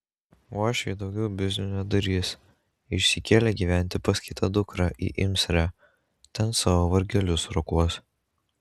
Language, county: Lithuanian, Kaunas